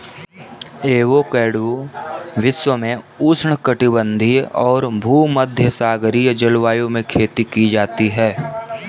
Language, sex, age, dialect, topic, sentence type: Hindi, male, 25-30, Kanauji Braj Bhasha, agriculture, statement